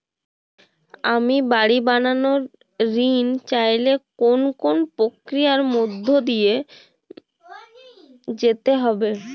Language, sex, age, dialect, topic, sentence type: Bengali, female, 18-24, Jharkhandi, banking, question